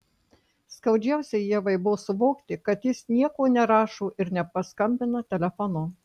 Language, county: Lithuanian, Marijampolė